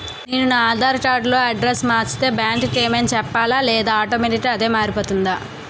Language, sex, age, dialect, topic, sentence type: Telugu, female, 18-24, Utterandhra, banking, question